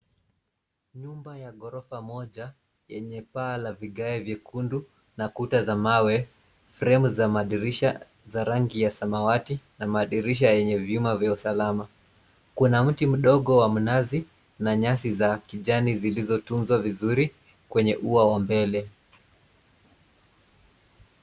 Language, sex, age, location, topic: Swahili, male, 25-35, Nairobi, finance